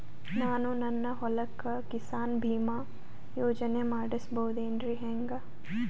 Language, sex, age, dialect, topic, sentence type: Kannada, female, 18-24, Northeastern, agriculture, question